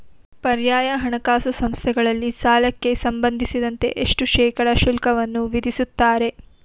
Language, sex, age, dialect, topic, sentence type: Kannada, female, 18-24, Mysore Kannada, banking, question